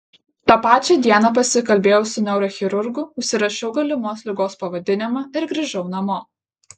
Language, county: Lithuanian, Kaunas